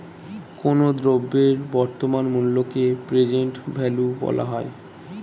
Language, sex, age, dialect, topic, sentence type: Bengali, male, 18-24, Standard Colloquial, banking, statement